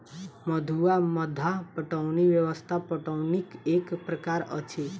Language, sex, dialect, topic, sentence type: Maithili, female, Southern/Standard, agriculture, statement